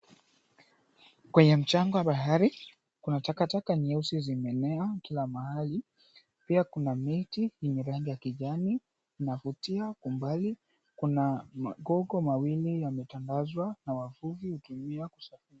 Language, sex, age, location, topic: Swahili, male, 18-24, Mombasa, agriculture